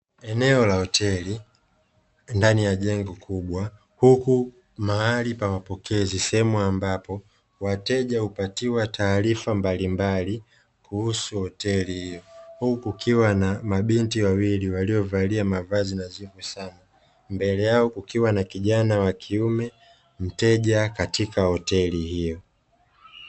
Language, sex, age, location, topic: Swahili, male, 25-35, Dar es Salaam, finance